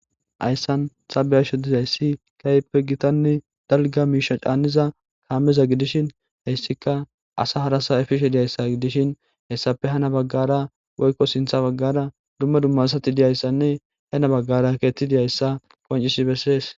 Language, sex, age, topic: Gamo, male, 18-24, government